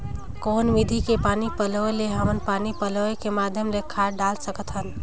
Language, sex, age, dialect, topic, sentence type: Chhattisgarhi, female, 18-24, Northern/Bhandar, agriculture, question